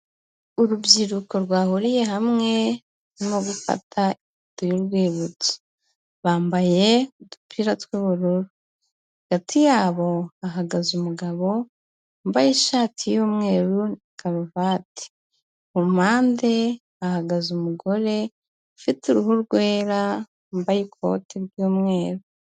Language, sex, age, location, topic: Kinyarwanda, female, 25-35, Kigali, health